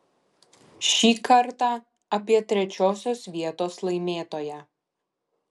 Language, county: Lithuanian, Kaunas